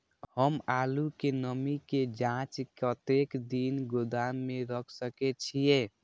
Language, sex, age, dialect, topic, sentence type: Maithili, male, 18-24, Eastern / Thethi, agriculture, question